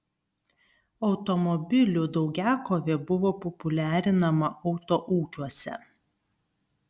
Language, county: Lithuanian, Kaunas